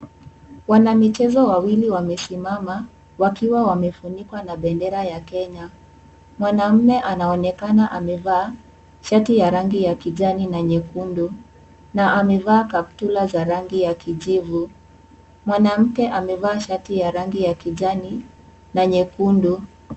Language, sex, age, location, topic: Swahili, female, 18-24, Kisii, education